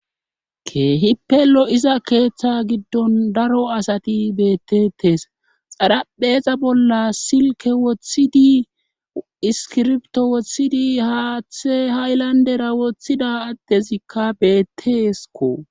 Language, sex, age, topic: Gamo, male, 25-35, government